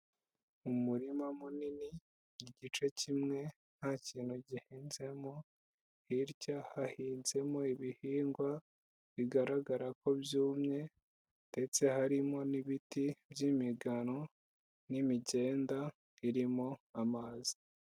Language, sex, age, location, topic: Kinyarwanda, female, 25-35, Kigali, agriculture